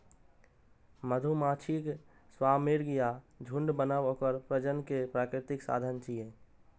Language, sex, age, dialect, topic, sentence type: Maithili, male, 18-24, Eastern / Thethi, agriculture, statement